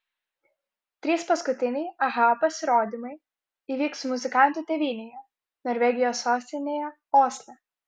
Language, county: Lithuanian, Kaunas